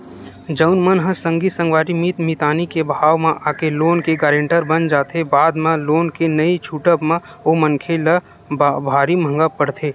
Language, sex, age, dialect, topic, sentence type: Chhattisgarhi, male, 18-24, Western/Budati/Khatahi, banking, statement